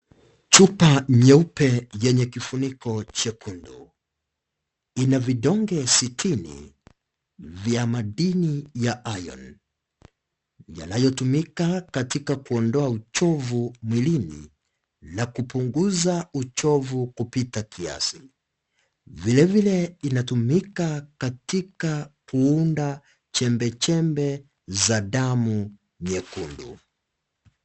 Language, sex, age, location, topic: Swahili, male, 25-35, Kisii, health